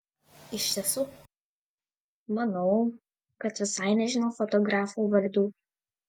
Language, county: Lithuanian, Šiauliai